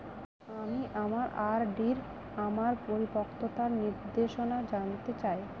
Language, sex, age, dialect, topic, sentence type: Bengali, female, 25-30, Northern/Varendri, banking, statement